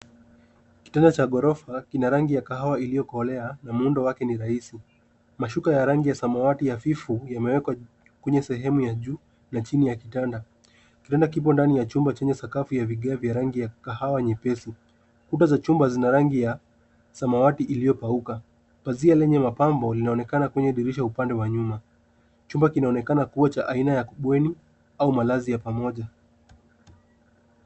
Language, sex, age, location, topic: Swahili, male, 18-24, Nairobi, education